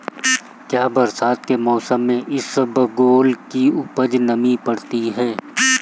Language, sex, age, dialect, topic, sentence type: Hindi, female, 31-35, Marwari Dhudhari, agriculture, question